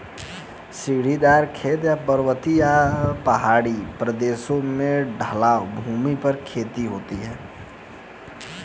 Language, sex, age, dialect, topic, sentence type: Hindi, male, 18-24, Hindustani Malvi Khadi Boli, agriculture, statement